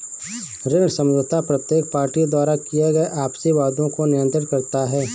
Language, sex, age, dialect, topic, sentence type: Hindi, male, 31-35, Awadhi Bundeli, banking, statement